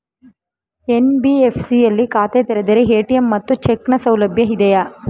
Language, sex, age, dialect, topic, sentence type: Kannada, female, 25-30, Mysore Kannada, banking, question